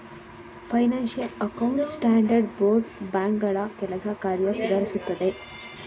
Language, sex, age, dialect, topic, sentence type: Kannada, female, 25-30, Mysore Kannada, banking, statement